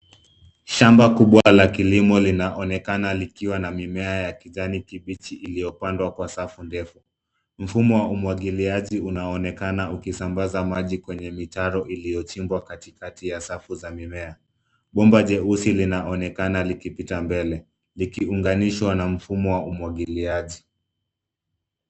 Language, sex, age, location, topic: Swahili, male, 25-35, Nairobi, agriculture